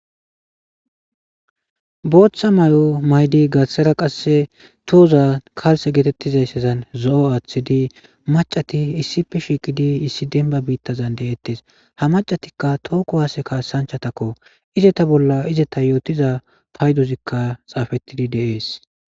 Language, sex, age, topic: Gamo, male, 25-35, government